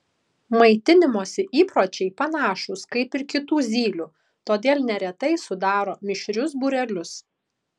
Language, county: Lithuanian, Kaunas